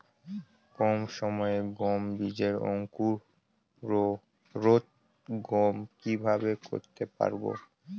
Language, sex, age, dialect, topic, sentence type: Bengali, male, 18-24, Northern/Varendri, agriculture, question